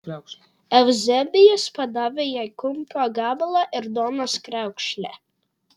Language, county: Lithuanian, Šiauliai